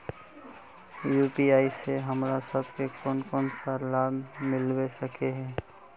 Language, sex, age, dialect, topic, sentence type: Magahi, male, 25-30, Northeastern/Surjapuri, banking, question